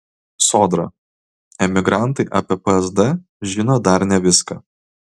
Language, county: Lithuanian, Kaunas